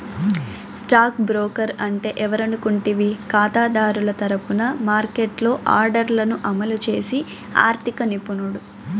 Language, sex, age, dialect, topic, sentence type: Telugu, female, 18-24, Southern, banking, statement